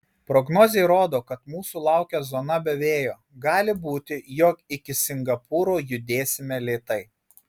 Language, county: Lithuanian, Marijampolė